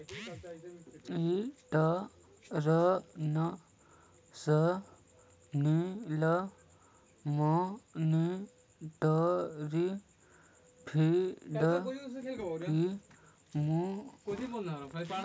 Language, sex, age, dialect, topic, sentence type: Magahi, male, 31-35, Central/Standard, agriculture, statement